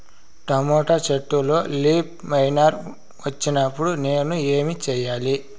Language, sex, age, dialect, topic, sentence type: Telugu, male, 18-24, Southern, agriculture, question